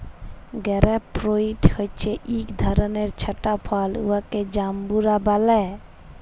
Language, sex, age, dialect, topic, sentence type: Bengali, female, 18-24, Jharkhandi, agriculture, statement